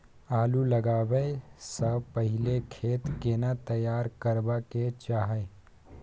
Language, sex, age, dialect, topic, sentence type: Maithili, male, 18-24, Bajjika, agriculture, question